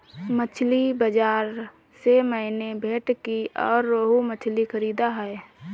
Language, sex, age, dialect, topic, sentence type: Hindi, female, 18-24, Awadhi Bundeli, agriculture, statement